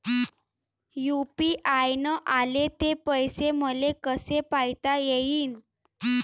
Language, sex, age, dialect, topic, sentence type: Marathi, female, 18-24, Varhadi, banking, question